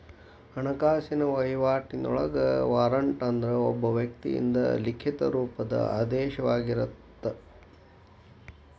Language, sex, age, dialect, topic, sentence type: Kannada, male, 60-100, Dharwad Kannada, banking, statement